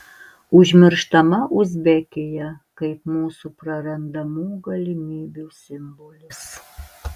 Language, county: Lithuanian, Alytus